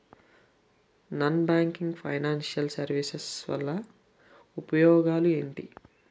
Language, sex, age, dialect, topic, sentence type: Telugu, male, 18-24, Utterandhra, banking, question